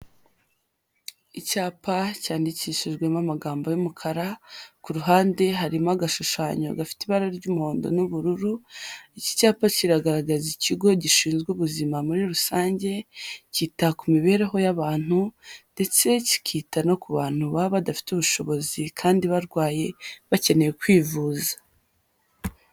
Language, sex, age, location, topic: Kinyarwanda, female, 25-35, Huye, health